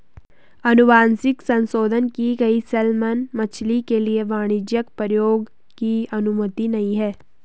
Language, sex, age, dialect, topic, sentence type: Hindi, female, 18-24, Garhwali, agriculture, statement